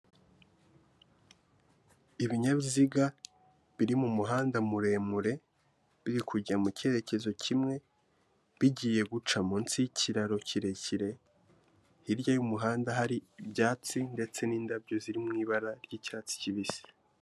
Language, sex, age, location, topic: Kinyarwanda, male, 18-24, Kigali, government